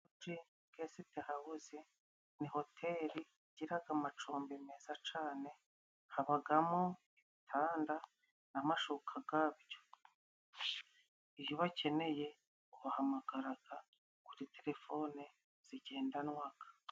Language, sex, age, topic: Kinyarwanda, female, 36-49, finance